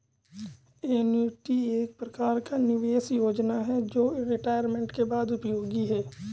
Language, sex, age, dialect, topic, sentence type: Hindi, male, 18-24, Awadhi Bundeli, banking, statement